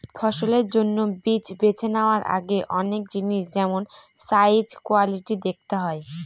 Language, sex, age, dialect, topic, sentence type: Bengali, female, 36-40, Northern/Varendri, agriculture, statement